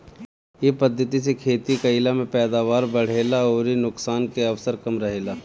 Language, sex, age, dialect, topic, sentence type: Bhojpuri, male, 36-40, Northern, agriculture, statement